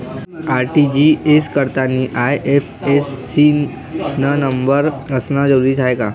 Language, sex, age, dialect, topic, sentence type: Marathi, male, 25-30, Varhadi, banking, question